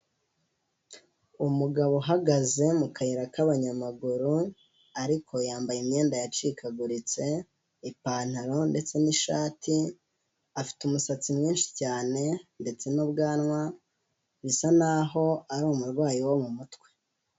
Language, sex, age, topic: Kinyarwanda, male, 18-24, health